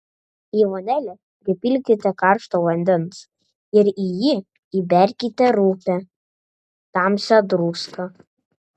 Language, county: Lithuanian, Panevėžys